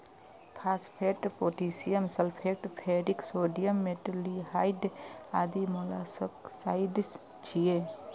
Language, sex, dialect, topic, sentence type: Maithili, female, Eastern / Thethi, agriculture, statement